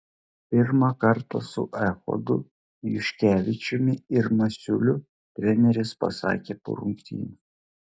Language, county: Lithuanian, Klaipėda